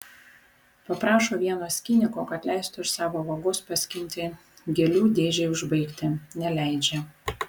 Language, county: Lithuanian, Vilnius